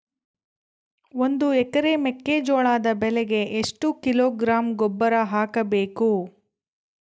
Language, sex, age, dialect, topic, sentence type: Kannada, female, 36-40, Central, agriculture, question